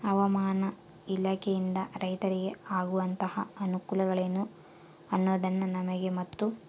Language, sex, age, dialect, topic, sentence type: Kannada, female, 18-24, Central, agriculture, question